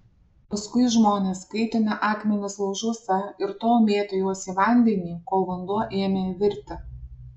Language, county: Lithuanian, Alytus